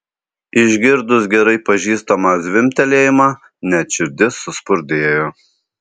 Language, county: Lithuanian, Alytus